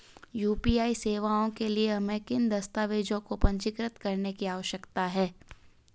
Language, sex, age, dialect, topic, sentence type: Hindi, female, 18-24, Marwari Dhudhari, banking, question